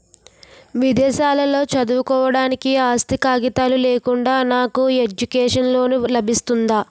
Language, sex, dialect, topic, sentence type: Telugu, female, Utterandhra, banking, question